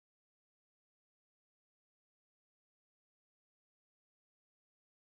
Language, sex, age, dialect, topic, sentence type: Bengali, male, 18-24, Rajbangshi, banking, question